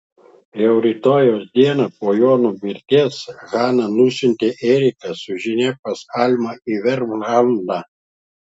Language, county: Lithuanian, Klaipėda